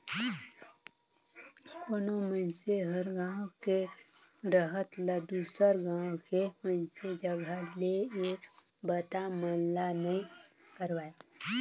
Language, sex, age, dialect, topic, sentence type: Chhattisgarhi, female, 25-30, Northern/Bhandar, banking, statement